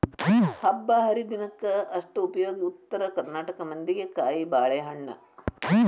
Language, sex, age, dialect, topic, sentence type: Kannada, female, 60-100, Dharwad Kannada, agriculture, statement